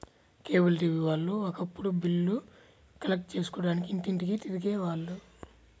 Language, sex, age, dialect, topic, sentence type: Telugu, male, 18-24, Central/Coastal, banking, statement